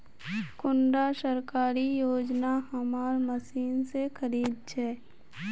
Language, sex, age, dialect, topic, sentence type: Magahi, female, 25-30, Northeastern/Surjapuri, agriculture, question